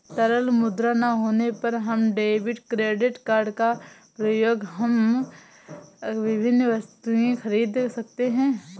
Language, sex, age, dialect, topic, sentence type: Hindi, female, 60-100, Awadhi Bundeli, banking, statement